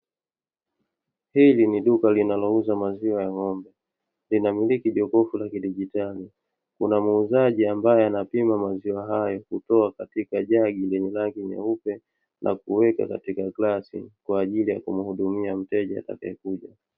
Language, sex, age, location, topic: Swahili, male, 25-35, Dar es Salaam, finance